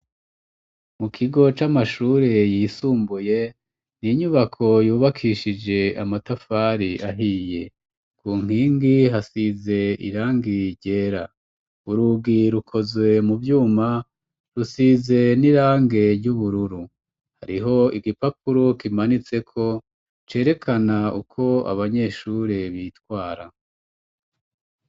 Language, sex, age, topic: Rundi, male, 36-49, education